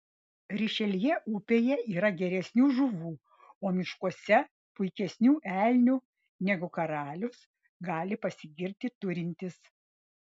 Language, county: Lithuanian, Vilnius